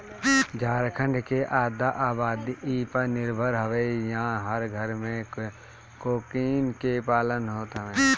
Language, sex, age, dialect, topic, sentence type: Bhojpuri, male, 18-24, Northern, agriculture, statement